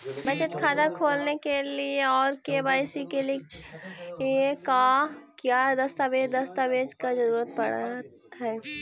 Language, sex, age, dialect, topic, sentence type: Magahi, female, 18-24, Central/Standard, banking, question